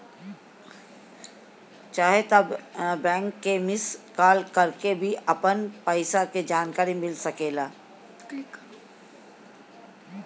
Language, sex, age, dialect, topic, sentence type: Bhojpuri, female, 51-55, Northern, banking, statement